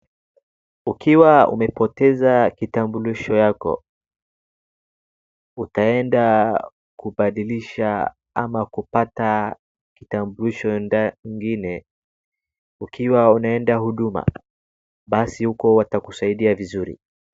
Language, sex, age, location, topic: Swahili, male, 36-49, Wajir, government